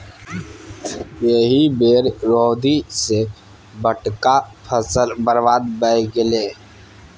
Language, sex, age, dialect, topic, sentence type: Maithili, male, 31-35, Bajjika, agriculture, statement